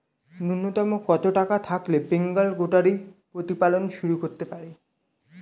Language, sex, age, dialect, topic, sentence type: Bengali, male, 18-24, Standard Colloquial, agriculture, question